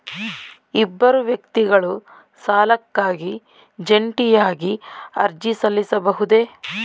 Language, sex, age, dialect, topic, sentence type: Kannada, female, 31-35, Mysore Kannada, banking, question